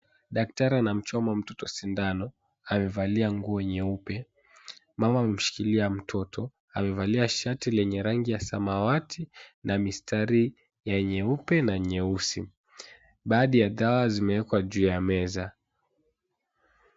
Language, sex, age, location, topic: Swahili, male, 18-24, Mombasa, health